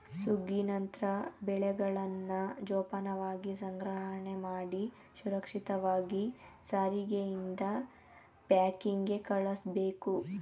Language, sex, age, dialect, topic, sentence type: Kannada, male, 36-40, Mysore Kannada, agriculture, statement